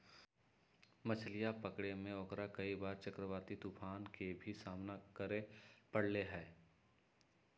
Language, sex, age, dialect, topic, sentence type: Magahi, male, 56-60, Western, agriculture, statement